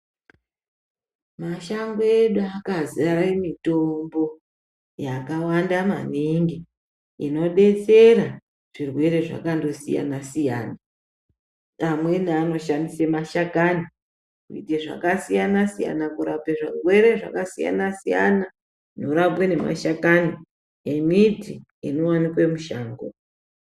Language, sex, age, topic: Ndau, female, 36-49, health